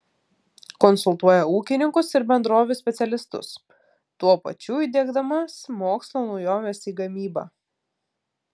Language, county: Lithuanian, Klaipėda